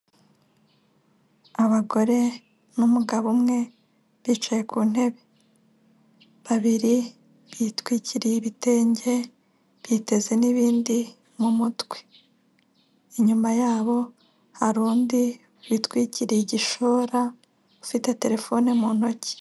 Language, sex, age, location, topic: Kinyarwanda, female, 25-35, Kigali, finance